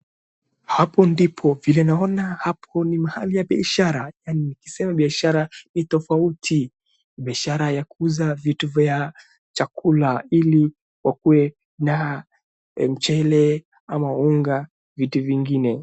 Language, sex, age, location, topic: Swahili, male, 36-49, Wajir, finance